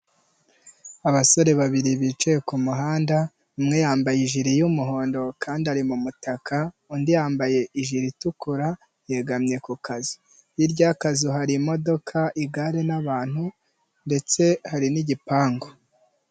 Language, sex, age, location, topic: Kinyarwanda, male, 18-24, Nyagatare, finance